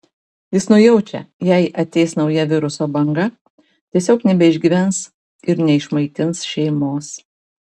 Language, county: Lithuanian, Vilnius